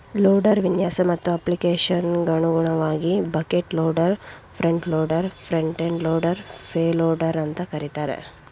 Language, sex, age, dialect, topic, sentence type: Kannada, female, 51-55, Mysore Kannada, agriculture, statement